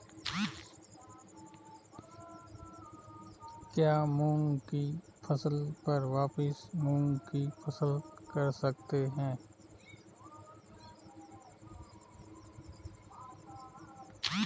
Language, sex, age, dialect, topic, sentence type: Hindi, male, 36-40, Marwari Dhudhari, agriculture, question